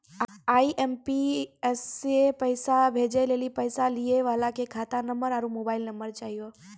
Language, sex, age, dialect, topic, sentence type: Maithili, female, 18-24, Angika, banking, statement